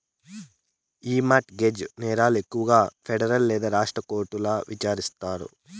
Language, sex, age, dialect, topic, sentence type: Telugu, male, 18-24, Southern, banking, statement